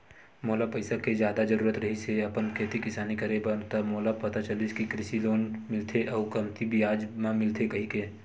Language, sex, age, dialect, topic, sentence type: Chhattisgarhi, male, 18-24, Western/Budati/Khatahi, banking, statement